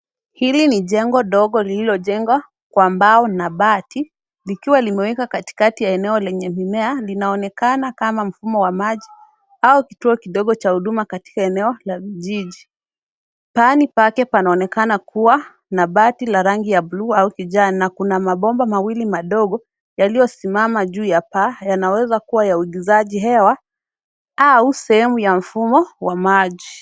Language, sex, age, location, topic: Swahili, female, 18-24, Kisumu, health